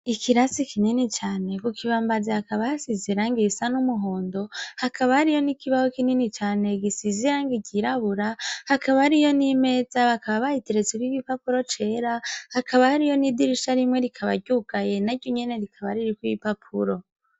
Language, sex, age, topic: Rundi, female, 18-24, education